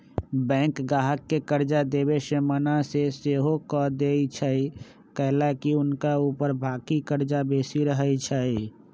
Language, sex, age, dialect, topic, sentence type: Magahi, male, 25-30, Western, banking, statement